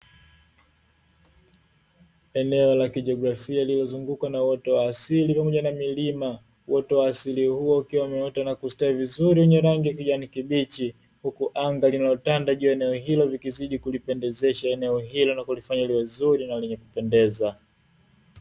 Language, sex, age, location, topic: Swahili, male, 25-35, Dar es Salaam, agriculture